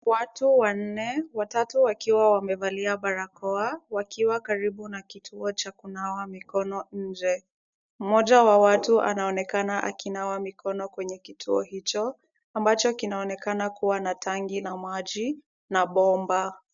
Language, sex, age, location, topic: Swahili, female, 36-49, Kisumu, health